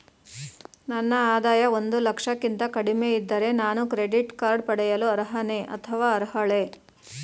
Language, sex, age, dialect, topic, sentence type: Kannada, female, 36-40, Mysore Kannada, banking, question